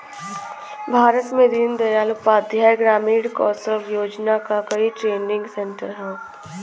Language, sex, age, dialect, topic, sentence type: Bhojpuri, female, 18-24, Western, banking, statement